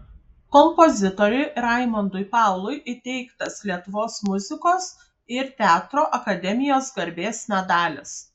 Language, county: Lithuanian, Kaunas